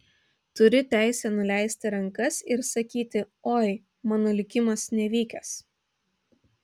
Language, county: Lithuanian, Vilnius